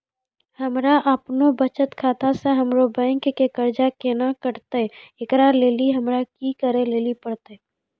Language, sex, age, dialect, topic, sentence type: Maithili, female, 18-24, Angika, banking, question